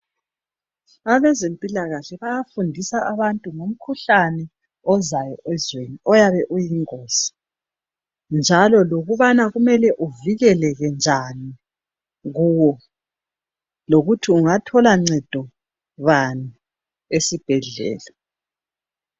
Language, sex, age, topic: North Ndebele, male, 25-35, health